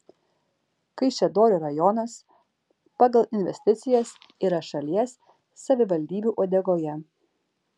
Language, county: Lithuanian, Vilnius